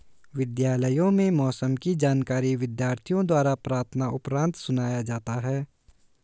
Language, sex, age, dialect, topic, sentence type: Hindi, male, 18-24, Hindustani Malvi Khadi Boli, agriculture, statement